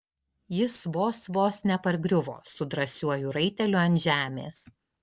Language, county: Lithuanian, Alytus